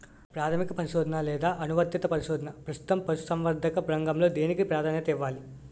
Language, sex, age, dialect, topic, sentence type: Telugu, male, 18-24, Utterandhra, agriculture, question